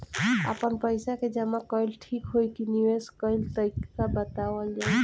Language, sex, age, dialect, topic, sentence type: Bhojpuri, female, 18-24, Northern, banking, question